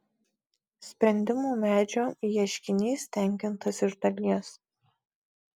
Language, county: Lithuanian, Marijampolė